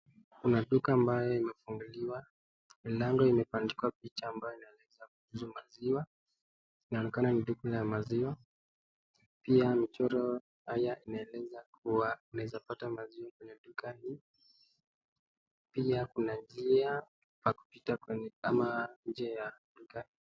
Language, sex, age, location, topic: Swahili, male, 18-24, Nakuru, finance